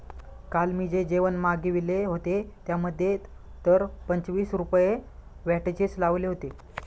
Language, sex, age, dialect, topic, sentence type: Marathi, male, 25-30, Standard Marathi, banking, statement